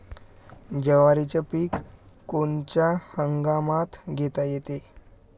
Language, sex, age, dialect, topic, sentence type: Marathi, male, 18-24, Varhadi, agriculture, question